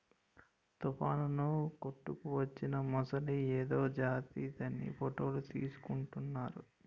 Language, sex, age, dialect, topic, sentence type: Telugu, male, 51-55, Utterandhra, agriculture, statement